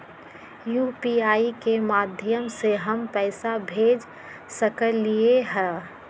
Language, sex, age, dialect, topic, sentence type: Magahi, female, 25-30, Western, banking, question